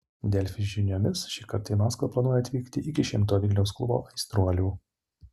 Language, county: Lithuanian, Utena